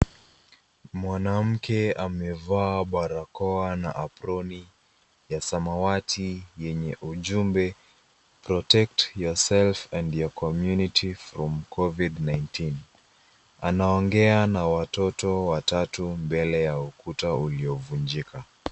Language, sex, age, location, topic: Swahili, female, 25-35, Nairobi, health